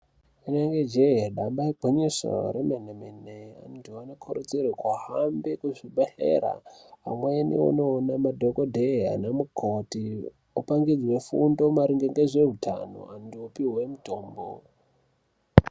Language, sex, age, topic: Ndau, male, 18-24, health